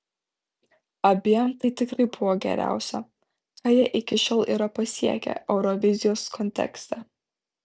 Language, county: Lithuanian, Vilnius